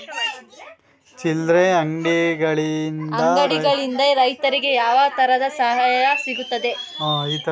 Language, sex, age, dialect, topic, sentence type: Kannada, female, 51-55, Coastal/Dakshin, agriculture, question